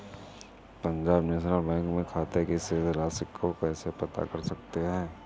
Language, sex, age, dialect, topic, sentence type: Hindi, male, 31-35, Awadhi Bundeli, banking, question